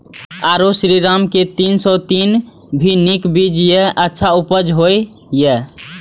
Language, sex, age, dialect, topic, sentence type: Maithili, male, 18-24, Eastern / Thethi, agriculture, question